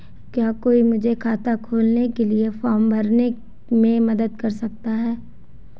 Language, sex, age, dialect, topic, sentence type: Hindi, female, 18-24, Marwari Dhudhari, banking, question